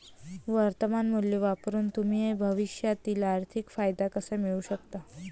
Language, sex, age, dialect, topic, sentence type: Marathi, female, 25-30, Varhadi, banking, statement